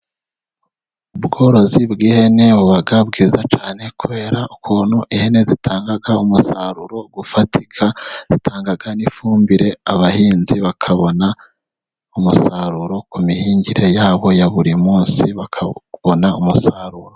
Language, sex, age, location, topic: Kinyarwanda, male, 18-24, Musanze, agriculture